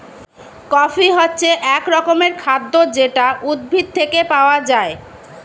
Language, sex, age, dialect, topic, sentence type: Bengali, female, 25-30, Standard Colloquial, agriculture, statement